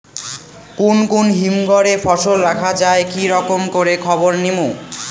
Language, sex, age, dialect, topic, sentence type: Bengali, male, 18-24, Rajbangshi, agriculture, question